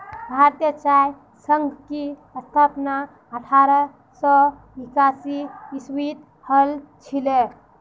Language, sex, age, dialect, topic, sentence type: Magahi, female, 18-24, Northeastern/Surjapuri, agriculture, statement